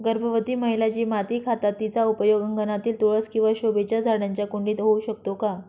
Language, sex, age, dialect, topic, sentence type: Marathi, female, 25-30, Northern Konkan, agriculture, question